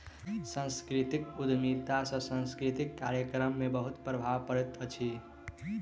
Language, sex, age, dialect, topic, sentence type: Maithili, male, 18-24, Southern/Standard, banking, statement